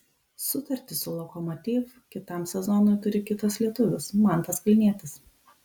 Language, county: Lithuanian, Kaunas